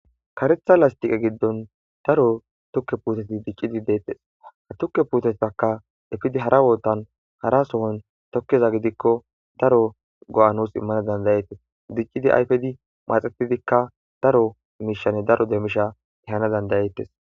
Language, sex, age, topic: Gamo, male, 25-35, agriculture